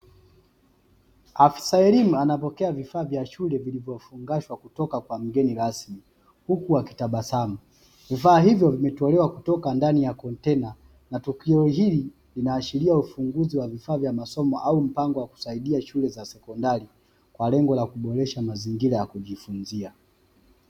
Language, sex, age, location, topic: Swahili, male, 25-35, Dar es Salaam, education